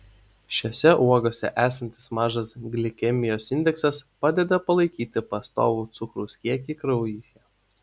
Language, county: Lithuanian, Utena